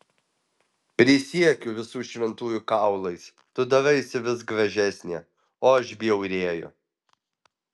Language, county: Lithuanian, Alytus